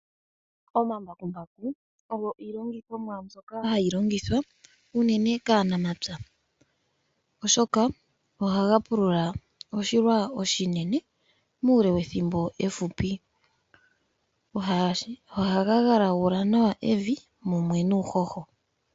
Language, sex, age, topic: Oshiwambo, male, 18-24, agriculture